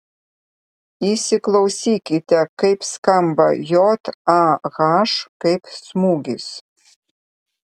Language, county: Lithuanian, Vilnius